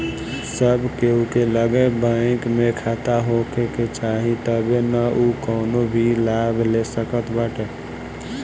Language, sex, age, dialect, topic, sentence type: Bhojpuri, male, 18-24, Northern, banking, statement